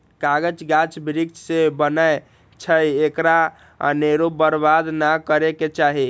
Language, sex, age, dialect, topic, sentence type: Magahi, male, 18-24, Western, agriculture, statement